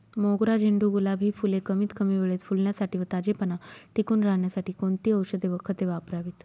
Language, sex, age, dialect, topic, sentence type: Marathi, female, 31-35, Northern Konkan, agriculture, question